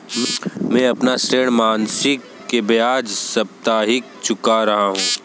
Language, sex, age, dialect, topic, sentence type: Hindi, male, 18-24, Kanauji Braj Bhasha, banking, statement